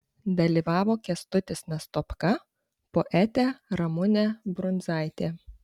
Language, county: Lithuanian, Panevėžys